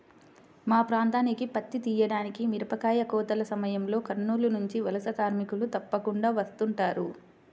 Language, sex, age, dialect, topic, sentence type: Telugu, female, 25-30, Central/Coastal, agriculture, statement